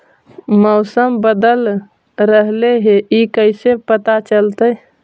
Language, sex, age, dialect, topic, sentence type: Magahi, female, 18-24, Central/Standard, agriculture, question